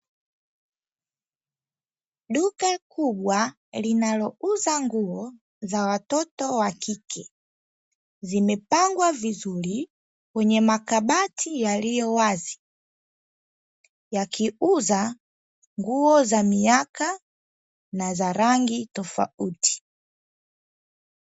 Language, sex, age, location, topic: Swahili, female, 18-24, Dar es Salaam, finance